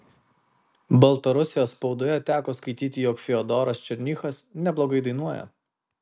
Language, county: Lithuanian, Kaunas